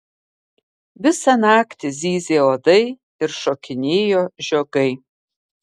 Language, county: Lithuanian, Kaunas